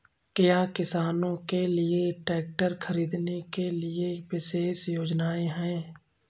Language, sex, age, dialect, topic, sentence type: Hindi, male, 25-30, Awadhi Bundeli, agriculture, statement